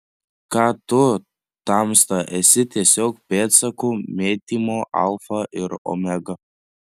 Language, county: Lithuanian, Panevėžys